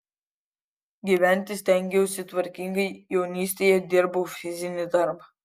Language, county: Lithuanian, Kaunas